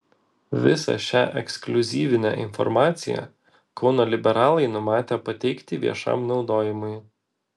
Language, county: Lithuanian, Vilnius